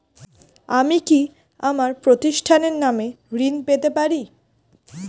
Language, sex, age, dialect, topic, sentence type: Bengali, female, 18-24, Standard Colloquial, banking, question